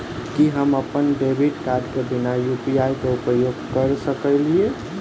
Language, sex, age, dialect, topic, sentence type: Maithili, male, 25-30, Southern/Standard, banking, question